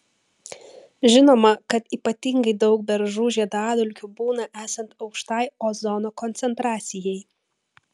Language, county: Lithuanian, Vilnius